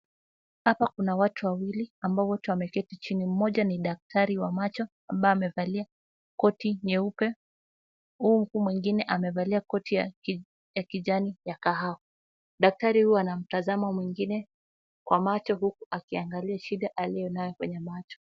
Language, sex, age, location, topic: Swahili, female, 18-24, Kisumu, health